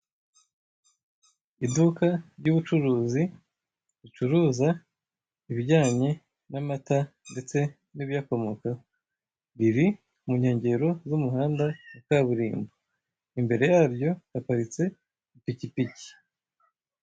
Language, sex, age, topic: Kinyarwanda, male, 25-35, finance